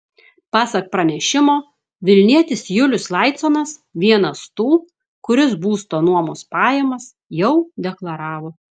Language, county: Lithuanian, Klaipėda